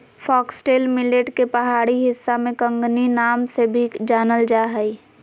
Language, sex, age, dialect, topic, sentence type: Magahi, female, 41-45, Southern, agriculture, statement